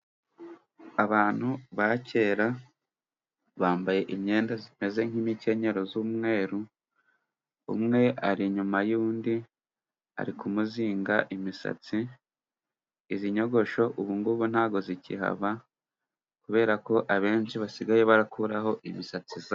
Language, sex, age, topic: Kinyarwanda, male, 25-35, government